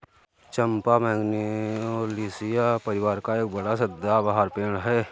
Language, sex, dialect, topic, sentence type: Hindi, male, Kanauji Braj Bhasha, agriculture, statement